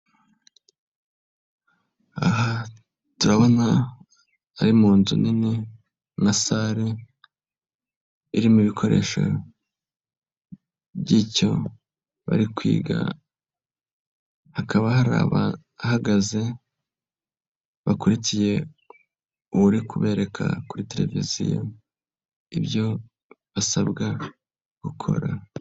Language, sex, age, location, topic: Kinyarwanda, male, 25-35, Nyagatare, education